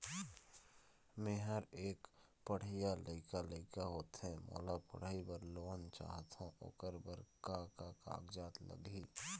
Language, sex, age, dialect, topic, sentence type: Chhattisgarhi, male, 31-35, Eastern, banking, question